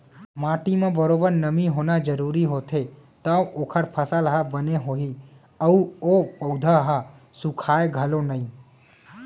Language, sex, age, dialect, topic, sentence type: Chhattisgarhi, male, 18-24, Central, agriculture, statement